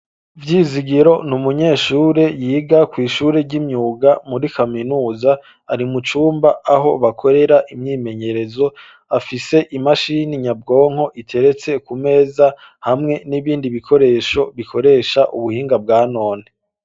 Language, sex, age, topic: Rundi, male, 25-35, education